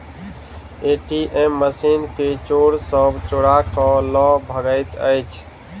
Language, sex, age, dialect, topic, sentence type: Maithili, male, 25-30, Southern/Standard, banking, statement